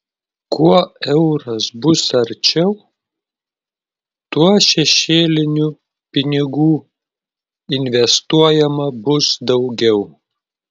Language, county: Lithuanian, Klaipėda